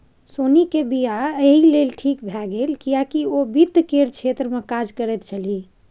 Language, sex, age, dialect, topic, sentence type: Maithili, female, 51-55, Bajjika, banking, statement